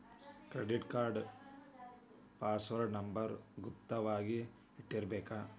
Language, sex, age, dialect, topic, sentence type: Kannada, female, 18-24, Dharwad Kannada, banking, statement